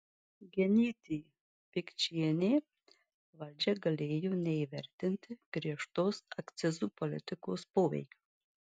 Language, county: Lithuanian, Marijampolė